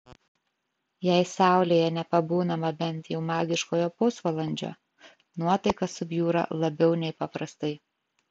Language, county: Lithuanian, Vilnius